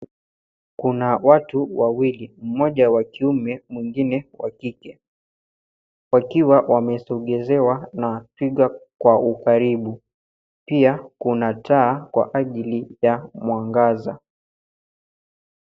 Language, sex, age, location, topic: Swahili, male, 25-35, Nairobi, government